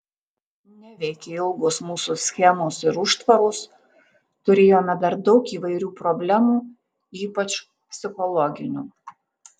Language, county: Lithuanian, Tauragė